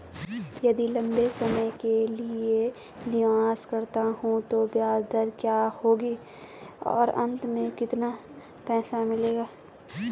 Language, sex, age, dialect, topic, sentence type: Hindi, female, 25-30, Garhwali, banking, question